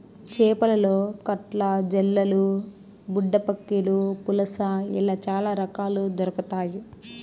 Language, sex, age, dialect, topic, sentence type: Telugu, female, 18-24, Southern, agriculture, statement